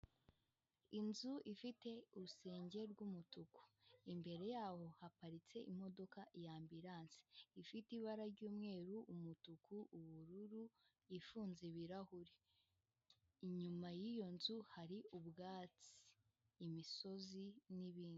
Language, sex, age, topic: Kinyarwanda, female, 18-24, government